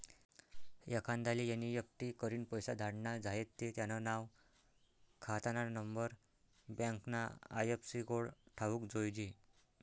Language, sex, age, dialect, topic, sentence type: Marathi, male, 60-100, Northern Konkan, banking, statement